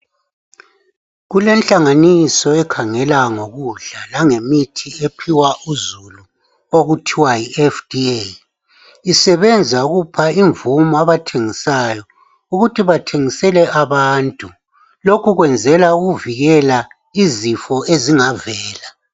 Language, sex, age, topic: North Ndebele, male, 50+, health